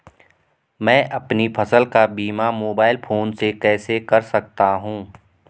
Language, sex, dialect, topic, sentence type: Hindi, male, Garhwali, banking, question